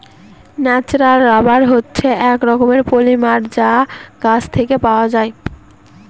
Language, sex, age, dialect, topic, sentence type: Bengali, female, 18-24, Northern/Varendri, agriculture, statement